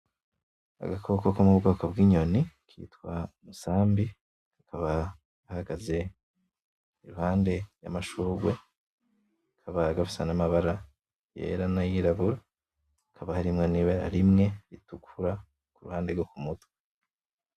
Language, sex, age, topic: Rundi, male, 25-35, agriculture